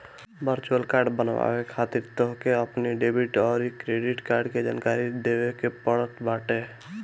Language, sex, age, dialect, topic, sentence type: Bhojpuri, male, 18-24, Northern, banking, statement